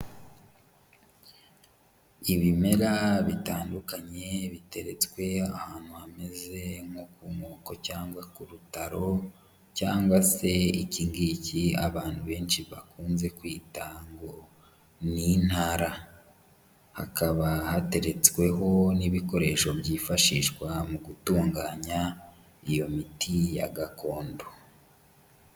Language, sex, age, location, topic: Kinyarwanda, male, 18-24, Kigali, health